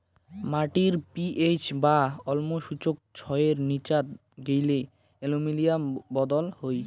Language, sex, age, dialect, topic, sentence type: Bengali, male, <18, Rajbangshi, agriculture, statement